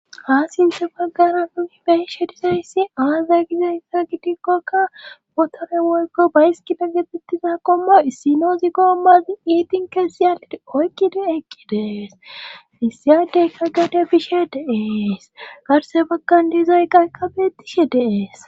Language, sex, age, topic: Gamo, female, 25-35, government